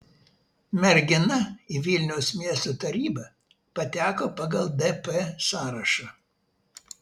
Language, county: Lithuanian, Vilnius